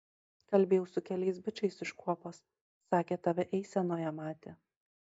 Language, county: Lithuanian, Marijampolė